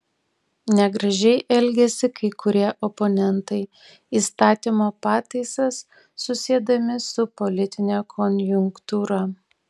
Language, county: Lithuanian, Tauragė